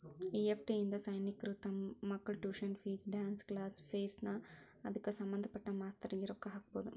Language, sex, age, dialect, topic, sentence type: Kannada, female, 18-24, Dharwad Kannada, banking, statement